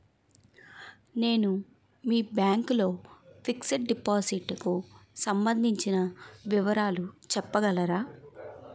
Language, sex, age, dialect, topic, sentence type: Telugu, female, 18-24, Utterandhra, banking, question